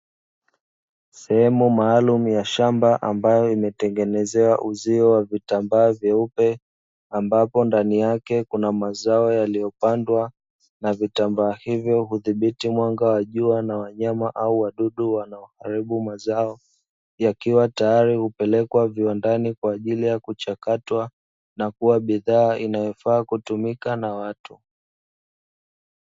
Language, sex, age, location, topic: Swahili, male, 25-35, Dar es Salaam, agriculture